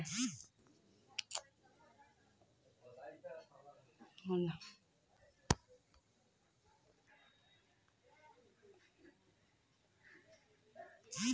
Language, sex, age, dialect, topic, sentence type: Magahi, female, 18-24, Northeastern/Surjapuri, banking, statement